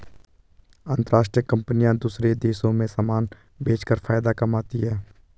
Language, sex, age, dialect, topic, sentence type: Hindi, male, 18-24, Garhwali, banking, statement